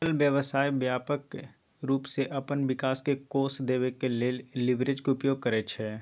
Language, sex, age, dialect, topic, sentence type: Magahi, male, 18-24, Western, banking, statement